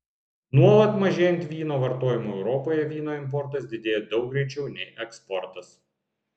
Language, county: Lithuanian, Vilnius